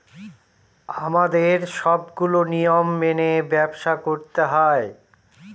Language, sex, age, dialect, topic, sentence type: Bengali, male, 46-50, Northern/Varendri, banking, statement